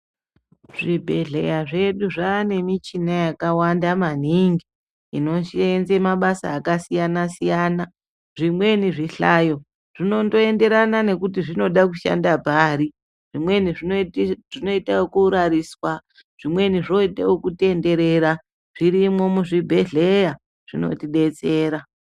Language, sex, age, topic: Ndau, male, 18-24, health